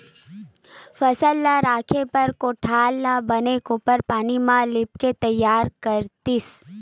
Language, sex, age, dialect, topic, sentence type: Chhattisgarhi, female, 18-24, Western/Budati/Khatahi, agriculture, statement